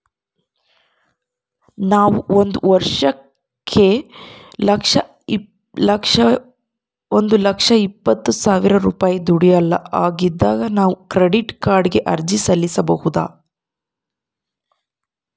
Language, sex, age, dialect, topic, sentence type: Kannada, female, 25-30, Central, banking, question